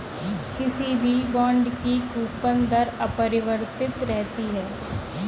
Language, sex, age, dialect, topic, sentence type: Hindi, female, 18-24, Kanauji Braj Bhasha, banking, statement